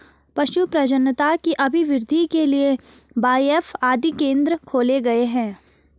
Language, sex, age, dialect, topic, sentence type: Hindi, female, 31-35, Garhwali, agriculture, statement